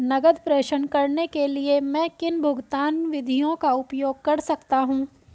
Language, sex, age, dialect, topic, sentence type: Hindi, female, 18-24, Hindustani Malvi Khadi Boli, banking, question